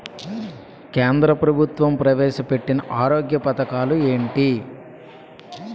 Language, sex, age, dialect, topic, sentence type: Telugu, male, 31-35, Utterandhra, banking, question